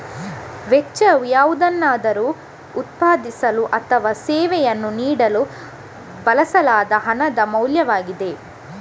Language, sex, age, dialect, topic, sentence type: Kannada, female, 18-24, Coastal/Dakshin, banking, statement